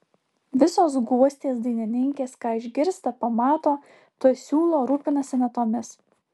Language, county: Lithuanian, Alytus